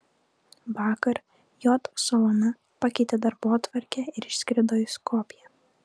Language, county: Lithuanian, Klaipėda